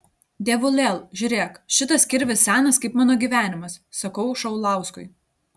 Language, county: Lithuanian, Telšiai